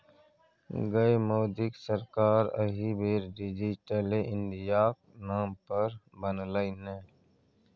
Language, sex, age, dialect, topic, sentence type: Maithili, male, 31-35, Bajjika, banking, statement